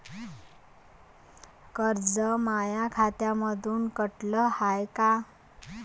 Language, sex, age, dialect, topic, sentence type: Marathi, female, 31-35, Varhadi, banking, question